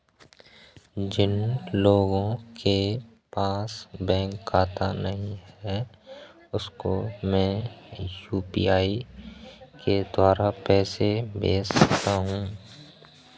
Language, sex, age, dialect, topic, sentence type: Hindi, male, 18-24, Marwari Dhudhari, banking, question